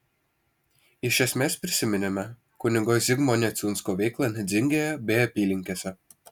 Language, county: Lithuanian, Vilnius